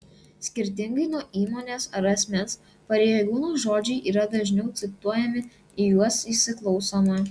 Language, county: Lithuanian, Kaunas